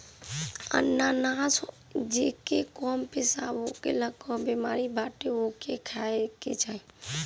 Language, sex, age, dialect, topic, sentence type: Bhojpuri, female, 18-24, Northern, agriculture, statement